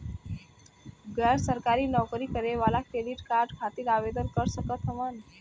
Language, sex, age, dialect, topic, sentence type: Bhojpuri, female, 18-24, Western, banking, question